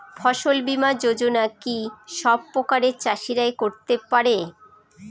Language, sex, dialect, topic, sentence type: Bengali, female, Northern/Varendri, agriculture, question